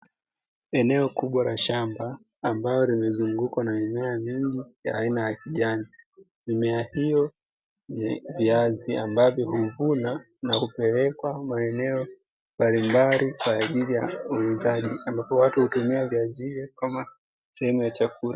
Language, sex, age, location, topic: Swahili, female, 18-24, Dar es Salaam, agriculture